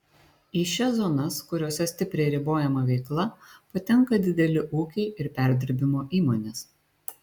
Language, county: Lithuanian, Šiauliai